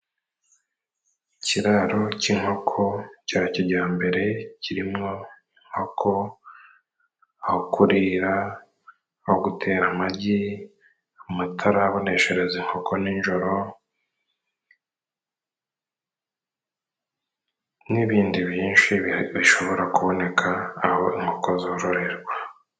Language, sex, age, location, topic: Kinyarwanda, male, 36-49, Musanze, agriculture